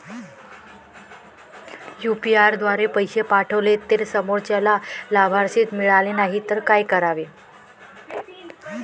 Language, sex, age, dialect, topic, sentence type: Marathi, female, 18-24, Standard Marathi, banking, question